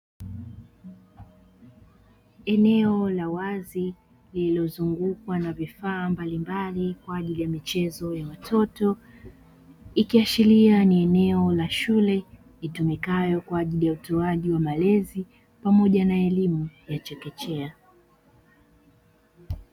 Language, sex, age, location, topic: Swahili, female, 25-35, Dar es Salaam, education